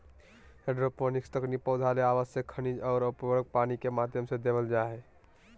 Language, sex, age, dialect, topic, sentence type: Magahi, male, 18-24, Southern, agriculture, statement